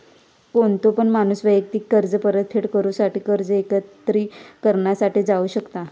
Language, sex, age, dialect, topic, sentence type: Marathi, female, 25-30, Southern Konkan, banking, statement